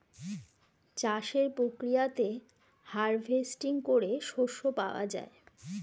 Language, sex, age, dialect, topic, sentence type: Bengali, female, 41-45, Standard Colloquial, agriculture, statement